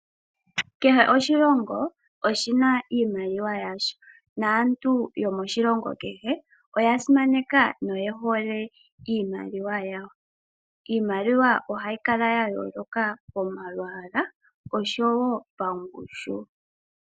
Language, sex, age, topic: Oshiwambo, female, 25-35, finance